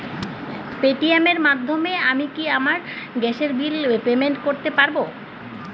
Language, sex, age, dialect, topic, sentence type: Bengali, female, 41-45, Standard Colloquial, banking, question